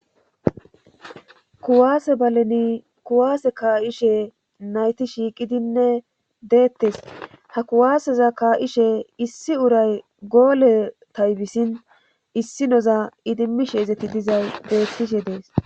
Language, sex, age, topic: Gamo, female, 25-35, government